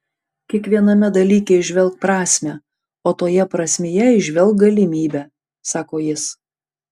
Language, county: Lithuanian, Panevėžys